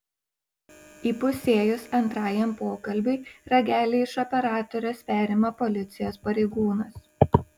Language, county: Lithuanian, Šiauliai